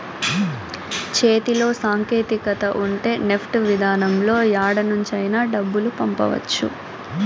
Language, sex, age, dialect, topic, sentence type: Telugu, female, 18-24, Southern, banking, statement